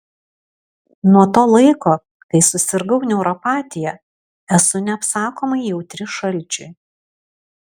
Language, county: Lithuanian, Alytus